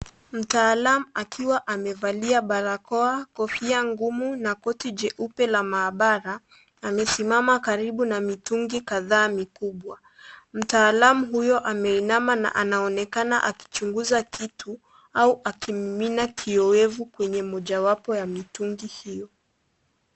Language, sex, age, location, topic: Swahili, female, 25-35, Kisii, health